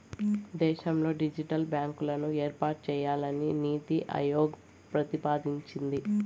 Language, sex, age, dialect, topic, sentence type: Telugu, female, 18-24, Southern, banking, statement